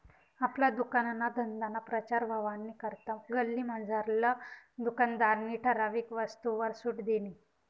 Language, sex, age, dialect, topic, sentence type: Marathi, female, 18-24, Northern Konkan, banking, statement